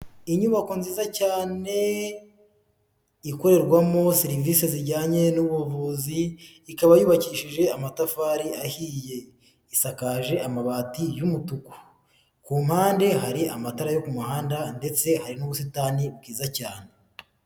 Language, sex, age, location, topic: Kinyarwanda, male, 18-24, Huye, health